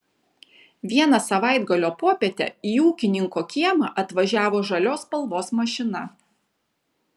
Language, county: Lithuanian, Kaunas